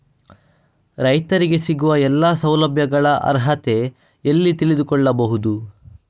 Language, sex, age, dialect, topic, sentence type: Kannada, male, 31-35, Coastal/Dakshin, agriculture, question